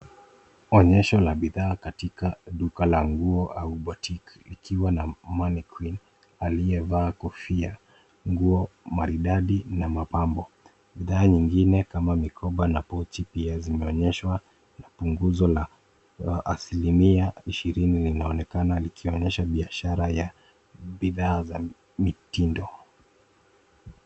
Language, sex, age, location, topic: Swahili, male, 25-35, Nairobi, finance